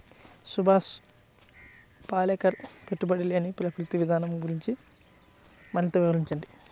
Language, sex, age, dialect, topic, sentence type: Telugu, male, 25-30, Central/Coastal, agriculture, question